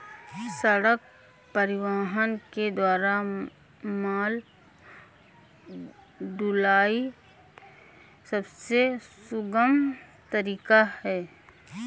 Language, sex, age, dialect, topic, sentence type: Hindi, female, 25-30, Awadhi Bundeli, banking, statement